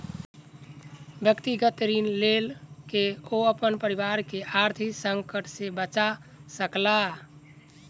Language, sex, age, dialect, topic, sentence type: Maithili, male, 18-24, Southern/Standard, banking, statement